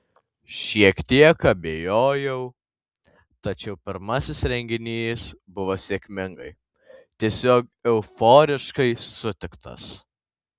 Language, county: Lithuanian, Tauragė